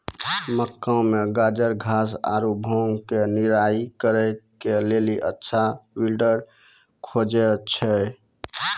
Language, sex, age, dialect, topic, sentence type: Maithili, male, 18-24, Angika, agriculture, question